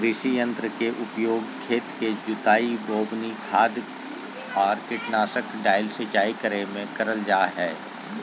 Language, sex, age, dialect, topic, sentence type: Magahi, male, 36-40, Southern, agriculture, statement